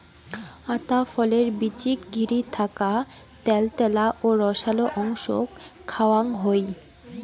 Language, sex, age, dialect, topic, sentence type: Bengali, female, <18, Rajbangshi, agriculture, statement